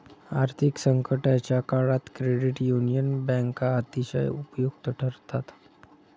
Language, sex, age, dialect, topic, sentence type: Marathi, male, 25-30, Standard Marathi, banking, statement